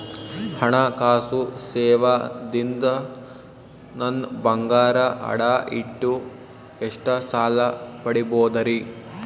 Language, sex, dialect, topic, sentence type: Kannada, male, Northeastern, banking, question